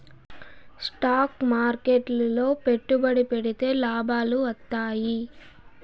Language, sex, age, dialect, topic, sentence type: Telugu, female, 18-24, Southern, banking, statement